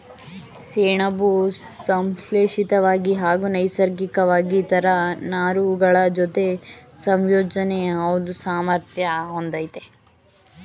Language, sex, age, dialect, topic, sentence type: Kannada, male, 41-45, Mysore Kannada, agriculture, statement